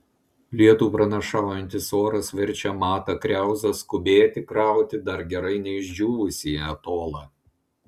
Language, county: Lithuanian, Klaipėda